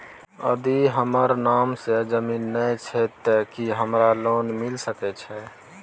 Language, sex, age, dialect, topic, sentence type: Maithili, male, 18-24, Bajjika, banking, question